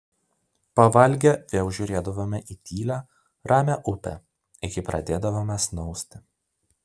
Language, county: Lithuanian, Vilnius